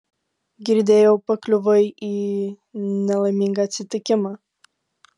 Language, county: Lithuanian, Klaipėda